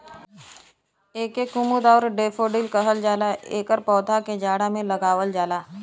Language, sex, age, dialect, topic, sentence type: Bhojpuri, female, 25-30, Western, agriculture, statement